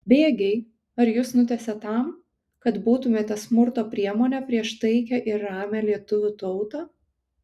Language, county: Lithuanian, Kaunas